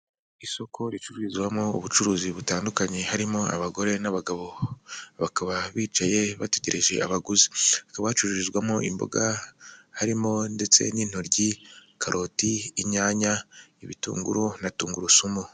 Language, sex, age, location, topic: Kinyarwanda, female, 25-35, Kigali, finance